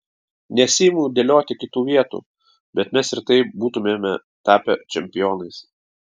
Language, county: Lithuanian, Klaipėda